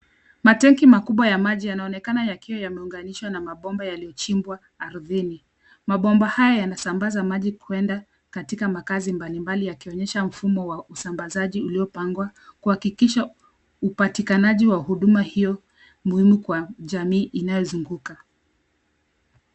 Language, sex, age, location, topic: Swahili, female, 25-35, Nairobi, government